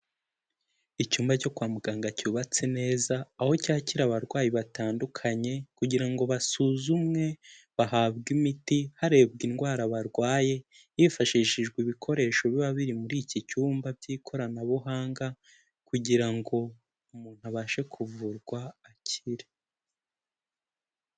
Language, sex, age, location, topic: Kinyarwanda, male, 18-24, Kigali, health